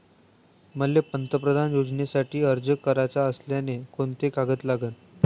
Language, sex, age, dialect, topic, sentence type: Marathi, male, 18-24, Varhadi, banking, question